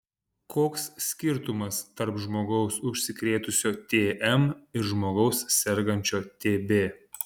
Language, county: Lithuanian, Panevėžys